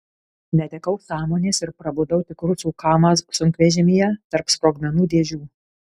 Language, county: Lithuanian, Kaunas